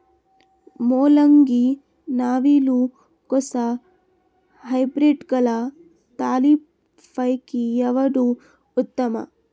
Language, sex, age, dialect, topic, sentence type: Kannada, female, 18-24, Northeastern, agriculture, question